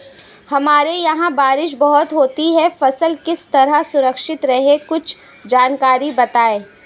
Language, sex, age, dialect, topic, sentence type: Hindi, female, 18-24, Marwari Dhudhari, agriculture, question